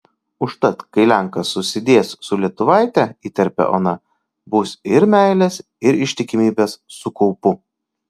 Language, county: Lithuanian, Kaunas